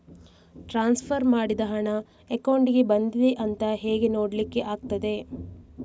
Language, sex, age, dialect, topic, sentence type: Kannada, female, 36-40, Coastal/Dakshin, banking, question